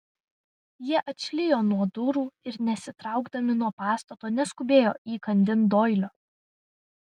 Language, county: Lithuanian, Vilnius